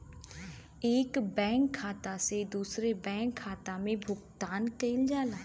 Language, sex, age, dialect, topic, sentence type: Bhojpuri, female, 25-30, Western, banking, statement